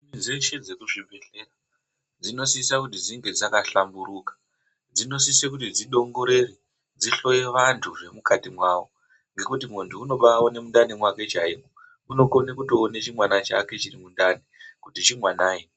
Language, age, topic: Ndau, 36-49, health